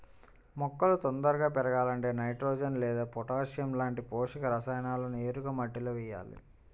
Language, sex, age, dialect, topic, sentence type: Telugu, male, 18-24, Central/Coastal, agriculture, statement